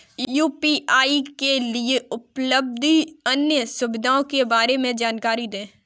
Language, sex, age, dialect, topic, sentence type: Hindi, female, 46-50, Kanauji Braj Bhasha, banking, question